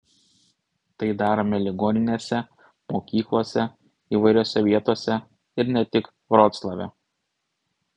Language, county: Lithuanian, Vilnius